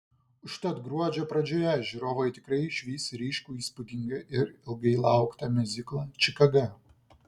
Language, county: Lithuanian, Vilnius